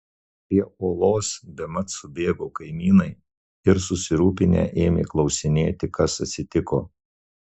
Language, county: Lithuanian, Marijampolė